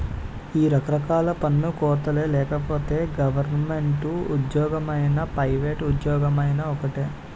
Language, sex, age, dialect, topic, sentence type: Telugu, male, 18-24, Utterandhra, banking, statement